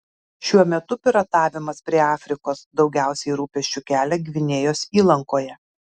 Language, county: Lithuanian, Kaunas